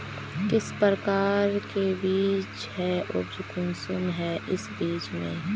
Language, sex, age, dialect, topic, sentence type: Magahi, female, 18-24, Northeastern/Surjapuri, agriculture, question